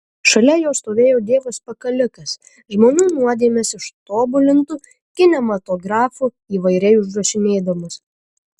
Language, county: Lithuanian, Marijampolė